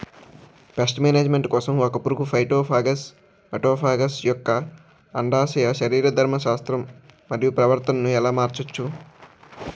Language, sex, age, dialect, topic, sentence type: Telugu, male, 46-50, Utterandhra, agriculture, question